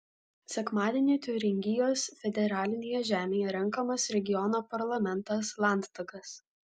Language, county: Lithuanian, Vilnius